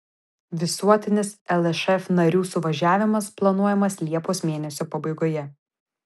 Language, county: Lithuanian, Vilnius